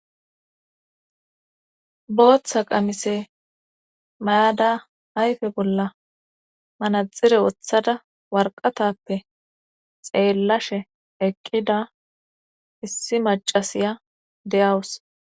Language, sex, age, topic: Gamo, female, 25-35, government